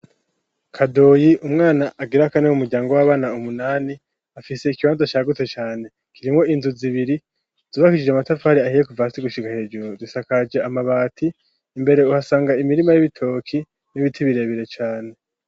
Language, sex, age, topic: Rundi, male, 18-24, education